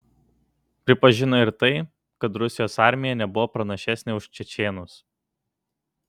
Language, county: Lithuanian, Kaunas